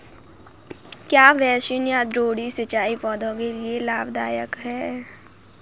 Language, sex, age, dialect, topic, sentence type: Hindi, female, 18-24, Kanauji Braj Bhasha, agriculture, question